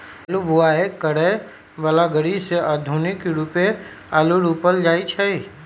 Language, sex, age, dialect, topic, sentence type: Magahi, male, 18-24, Western, agriculture, statement